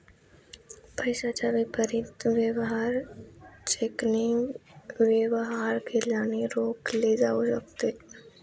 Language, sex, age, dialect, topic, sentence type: Marathi, female, 18-24, Northern Konkan, banking, statement